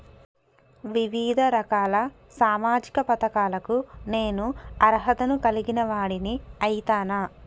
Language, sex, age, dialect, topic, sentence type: Telugu, female, 18-24, Telangana, banking, question